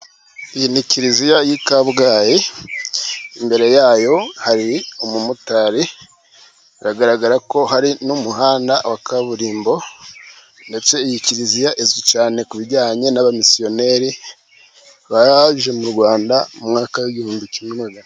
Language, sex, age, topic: Kinyarwanda, male, 36-49, government